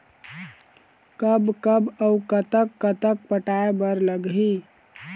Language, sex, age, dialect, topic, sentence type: Chhattisgarhi, male, 18-24, Eastern, banking, question